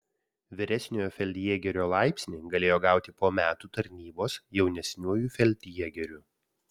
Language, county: Lithuanian, Vilnius